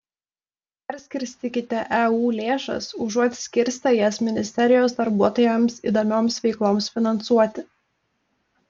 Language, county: Lithuanian, Telšiai